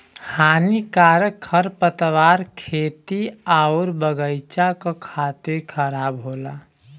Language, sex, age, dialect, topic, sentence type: Bhojpuri, male, 31-35, Western, agriculture, statement